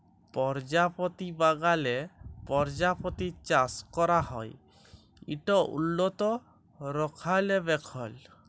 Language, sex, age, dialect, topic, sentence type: Bengali, male, 18-24, Jharkhandi, agriculture, statement